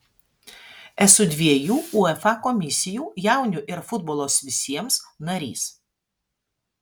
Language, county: Lithuanian, Vilnius